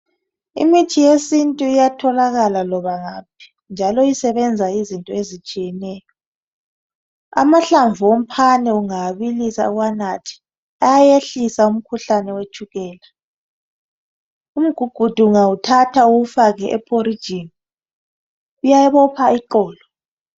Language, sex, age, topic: North Ndebele, male, 25-35, health